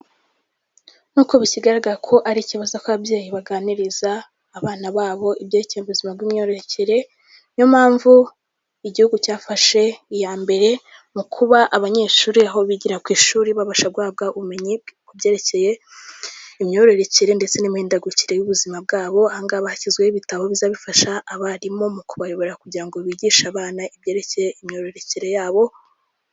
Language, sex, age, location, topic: Kinyarwanda, female, 18-24, Kigali, health